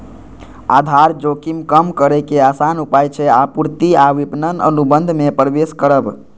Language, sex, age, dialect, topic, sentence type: Maithili, male, 18-24, Eastern / Thethi, banking, statement